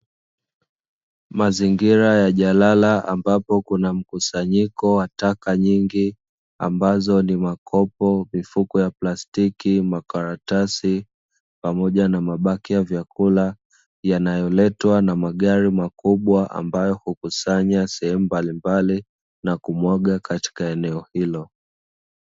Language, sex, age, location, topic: Swahili, male, 25-35, Dar es Salaam, government